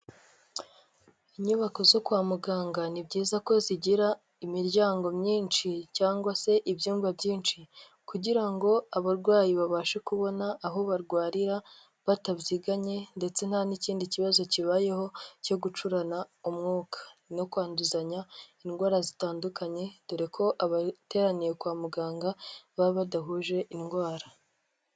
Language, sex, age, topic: Kinyarwanda, female, 18-24, health